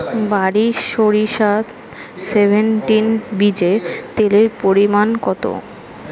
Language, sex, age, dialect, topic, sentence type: Bengali, female, 25-30, Standard Colloquial, agriculture, question